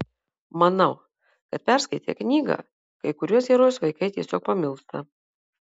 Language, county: Lithuanian, Marijampolė